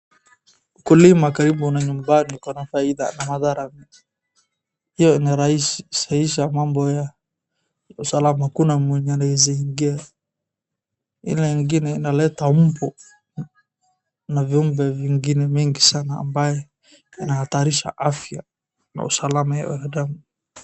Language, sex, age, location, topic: Swahili, male, 25-35, Wajir, agriculture